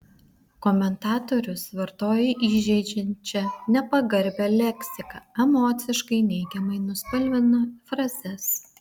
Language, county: Lithuanian, Vilnius